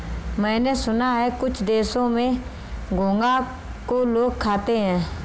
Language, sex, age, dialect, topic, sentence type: Hindi, female, 25-30, Marwari Dhudhari, agriculture, statement